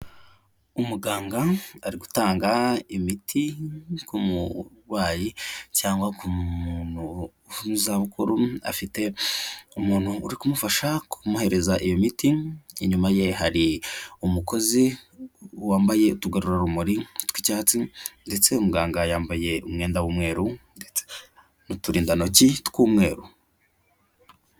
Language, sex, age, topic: Kinyarwanda, male, 18-24, health